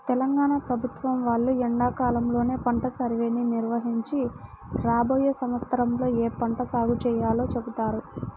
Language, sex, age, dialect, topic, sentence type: Telugu, female, 18-24, Central/Coastal, agriculture, statement